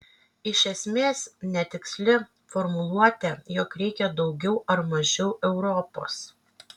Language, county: Lithuanian, Kaunas